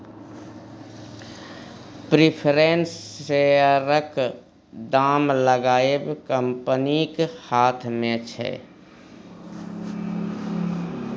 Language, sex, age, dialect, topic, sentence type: Maithili, male, 36-40, Bajjika, banking, statement